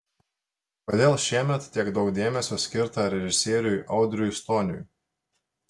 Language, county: Lithuanian, Telšiai